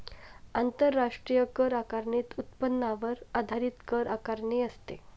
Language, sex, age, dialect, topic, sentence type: Marathi, female, 18-24, Standard Marathi, banking, statement